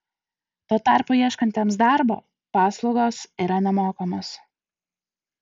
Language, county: Lithuanian, Utena